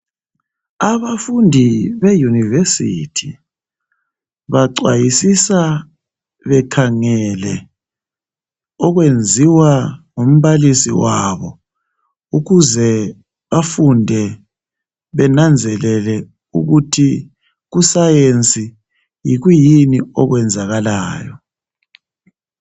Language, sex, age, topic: North Ndebele, male, 36-49, education